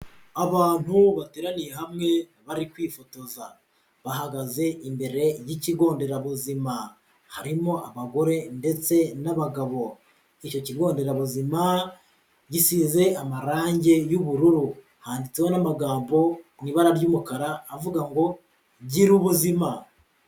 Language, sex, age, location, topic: Kinyarwanda, female, 25-35, Huye, health